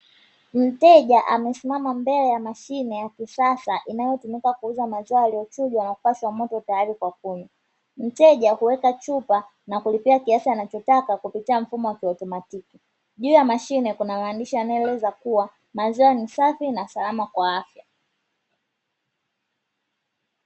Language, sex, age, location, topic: Swahili, female, 25-35, Dar es Salaam, finance